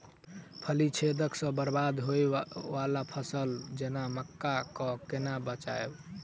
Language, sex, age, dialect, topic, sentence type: Maithili, male, 18-24, Southern/Standard, agriculture, question